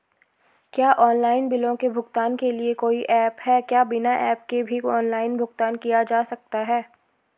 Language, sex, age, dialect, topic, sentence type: Hindi, female, 18-24, Garhwali, banking, question